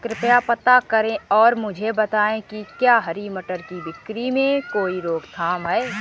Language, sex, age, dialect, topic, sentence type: Hindi, female, 18-24, Awadhi Bundeli, agriculture, question